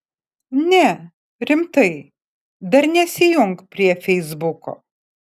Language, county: Lithuanian, Kaunas